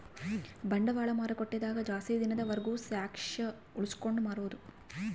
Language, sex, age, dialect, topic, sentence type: Kannada, female, 18-24, Central, banking, statement